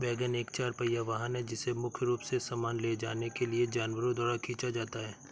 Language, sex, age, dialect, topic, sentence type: Hindi, male, 56-60, Awadhi Bundeli, agriculture, statement